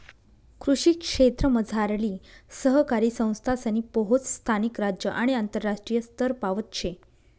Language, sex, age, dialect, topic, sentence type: Marathi, female, 36-40, Northern Konkan, agriculture, statement